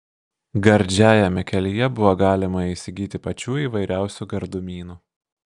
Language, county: Lithuanian, Vilnius